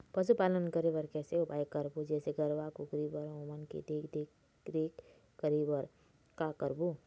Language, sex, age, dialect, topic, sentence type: Chhattisgarhi, female, 46-50, Eastern, agriculture, question